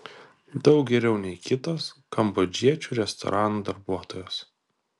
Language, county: Lithuanian, Kaunas